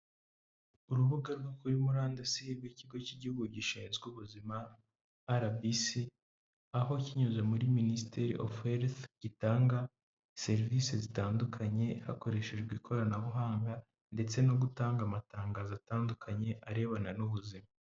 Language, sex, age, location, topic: Kinyarwanda, male, 18-24, Huye, government